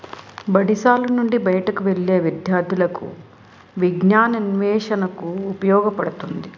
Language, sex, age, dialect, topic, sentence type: Telugu, female, 46-50, Utterandhra, banking, statement